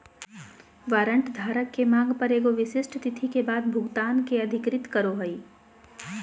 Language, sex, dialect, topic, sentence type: Magahi, female, Southern, banking, statement